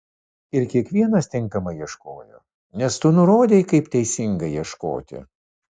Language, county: Lithuanian, Vilnius